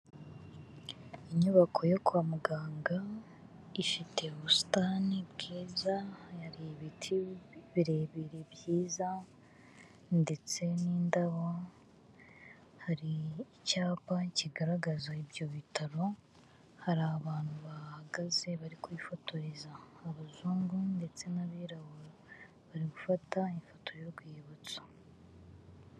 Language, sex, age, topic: Kinyarwanda, female, 25-35, health